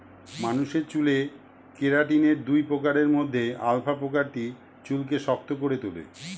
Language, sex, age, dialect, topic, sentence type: Bengali, male, 51-55, Standard Colloquial, agriculture, statement